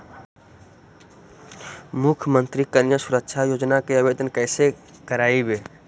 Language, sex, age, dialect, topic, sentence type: Magahi, male, 60-100, Central/Standard, banking, question